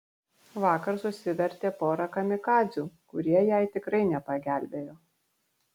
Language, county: Lithuanian, Vilnius